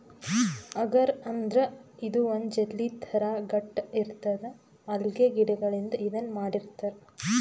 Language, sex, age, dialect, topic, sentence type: Kannada, female, 18-24, Northeastern, agriculture, statement